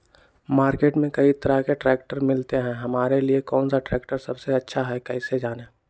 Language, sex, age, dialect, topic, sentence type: Magahi, male, 18-24, Western, agriculture, question